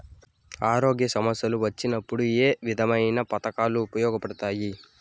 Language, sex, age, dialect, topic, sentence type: Telugu, male, 18-24, Southern, banking, question